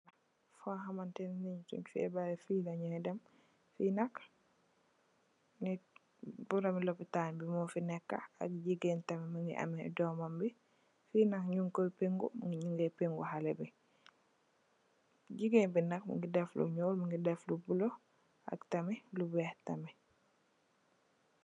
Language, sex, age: Wolof, female, 18-24